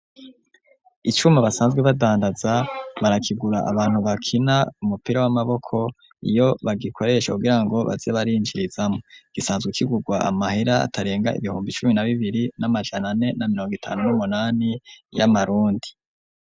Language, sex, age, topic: Rundi, male, 25-35, education